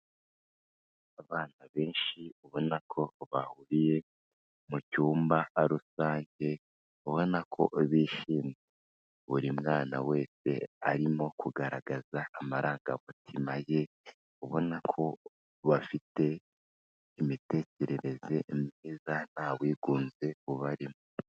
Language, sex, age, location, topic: Kinyarwanda, female, 25-35, Kigali, health